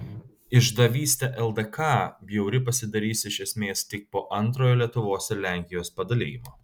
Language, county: Lithuanian, Kaunas